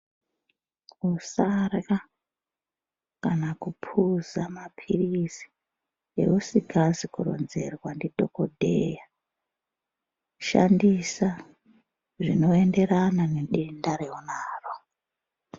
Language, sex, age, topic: Ndau, male, 36-49, health